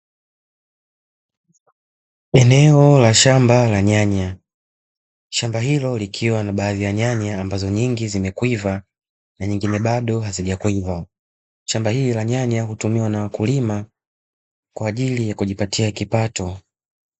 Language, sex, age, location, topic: Swahili, male, 25-35, Dar es Salaam, agriculture